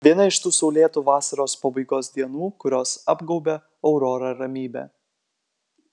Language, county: Lithuanian, Kaunas